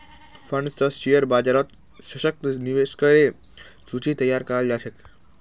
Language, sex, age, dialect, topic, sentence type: Magahi, male, 51-55, Northeastern/Surjapuri, banking, statement